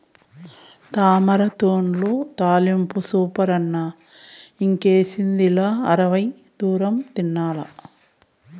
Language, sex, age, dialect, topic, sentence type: Telugu, female, 51-55, Southern, agriculture, statement